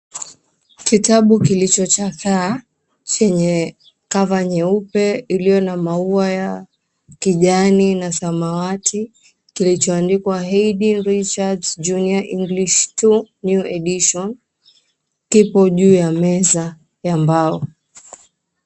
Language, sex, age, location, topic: Swahili, female, 25-35, Mombasa, education